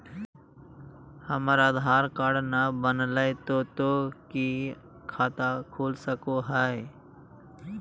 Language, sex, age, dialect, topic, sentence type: Magahi, male, 31-35, Southern, banking, question